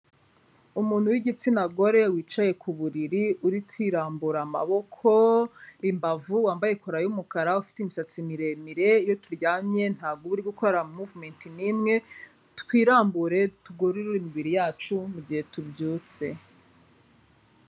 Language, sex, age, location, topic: Kinyarwanda, female, 25-35, Kigali, health